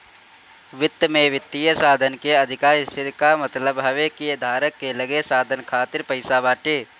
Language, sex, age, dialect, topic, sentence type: Bhojpuri, male, 18-24, Northern, banking, statement